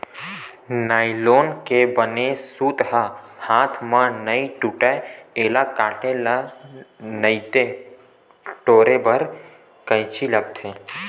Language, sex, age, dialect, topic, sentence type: Chhattisgarhi, male, 18-24, Western/Budati/Khatahi, agriculture, statement